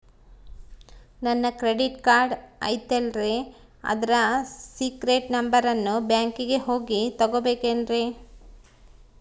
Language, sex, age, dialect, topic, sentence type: Kannada, female, 36-40, Central, banking, question